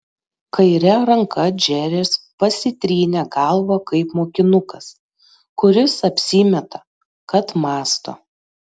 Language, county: Lithuanian, Panevėžys